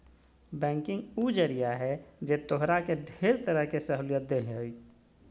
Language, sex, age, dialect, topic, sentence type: Magahi, male, 36-40, Southern, banking, statement